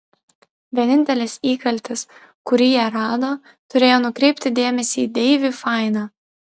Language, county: Lithuanian, Vilnius